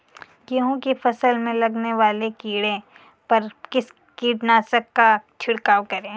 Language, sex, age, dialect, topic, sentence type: Hindi, female, 41-45, Kanauji Braj Bhasha, agriculture, question